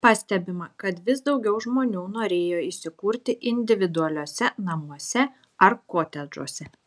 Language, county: Lithuanian, Šiauliai